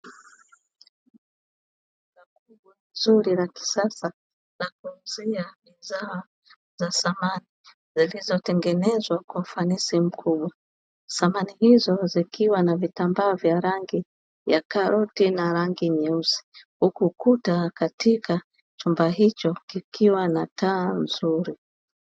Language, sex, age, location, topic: Swahili, female, 25-35, Dar es Salaam, finance